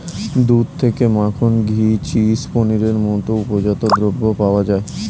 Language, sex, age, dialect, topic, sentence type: Bengali, male, 18-24, Standard Colloquial, agriculture, statement